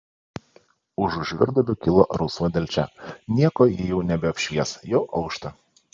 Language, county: Lithuanian, Panevėžys